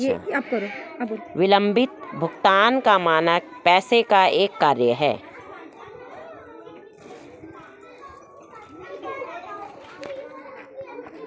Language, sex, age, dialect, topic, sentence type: Hindi, female, 56-60, Garhwali, banking, statement